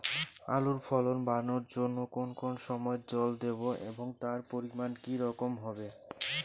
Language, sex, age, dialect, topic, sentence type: Bengali, male, 25-30, Rajbangshi, agriculture, question